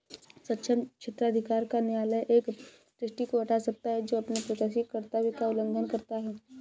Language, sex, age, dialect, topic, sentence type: Hindi, female, 56-60, Kanauji Braj Bhasha, banking, statement